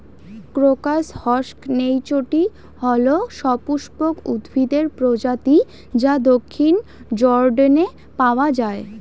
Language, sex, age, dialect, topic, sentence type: Bengali, female, <18, Rajbangshi, agriculture, question